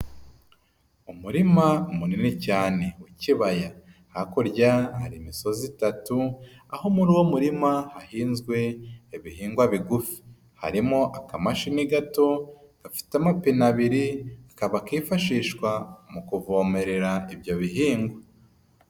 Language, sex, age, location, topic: Kinyarwanda, female, 25-35, Nyagatare, agriculture